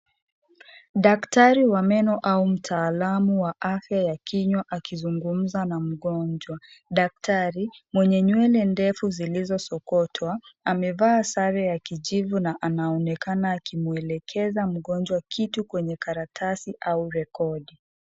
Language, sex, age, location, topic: Swahili, female, 25-35, Kisii, health